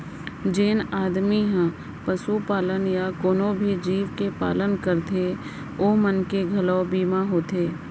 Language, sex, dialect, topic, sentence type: Chhattisgarhi, female, Central, banking, statement